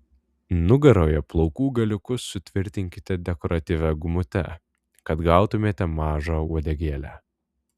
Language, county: Lithuanian, Vilnius